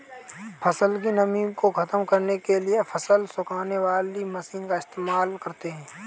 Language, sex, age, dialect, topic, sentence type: Hindi, male, 18-24, Kanauji Braj Bhasha, agriculture, statement